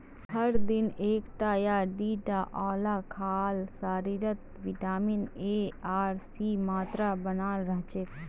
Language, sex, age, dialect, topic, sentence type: Magahi, female, 25-30, Northeastern/Surjapuri, agriculture, statement